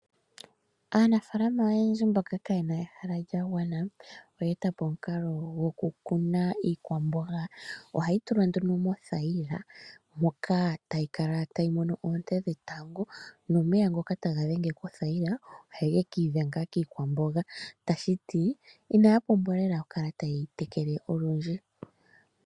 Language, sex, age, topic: Oshiwambo, female, 25-35, agriculture